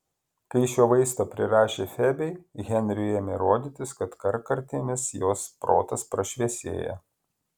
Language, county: Lithuanian, Klaipėda